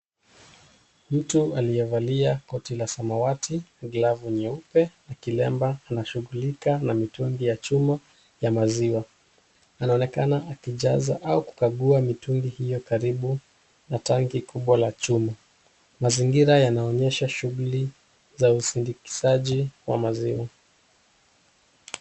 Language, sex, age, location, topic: Swahili, male, 36-49, Kisumu, agriculture